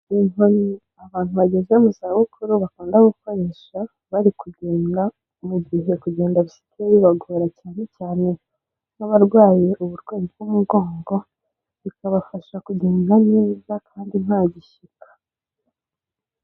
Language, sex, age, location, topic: Kinyarwanda, female, 18-24, Kigali, health